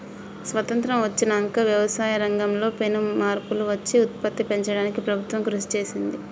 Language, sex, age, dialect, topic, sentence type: Telugu, female, 25-30, Telangana, agriculture, statement